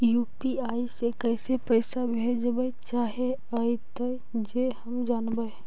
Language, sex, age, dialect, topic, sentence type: Magahi, female, 18-24, Central/Standard, banking, question